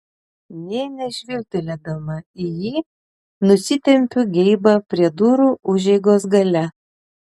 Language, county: Lithuanian, Panevėžys